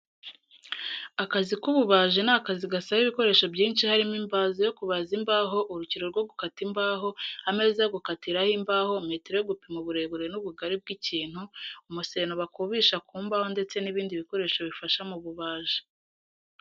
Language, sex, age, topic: Kinyarwanda, female, 18-24, education